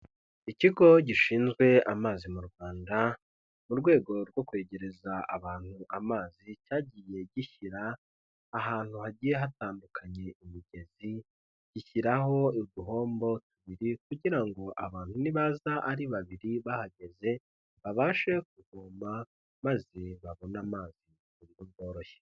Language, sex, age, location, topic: Kinyarwanda, male, 25-35, Kigali, health